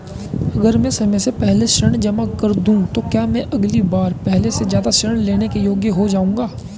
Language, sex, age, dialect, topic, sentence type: Hindi, male, 25-30, Hindustani Malvi Khadi Boli, banking, question